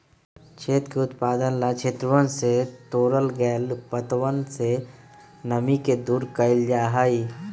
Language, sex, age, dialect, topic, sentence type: Magahi, male, 25-30, Western, agriculture, statement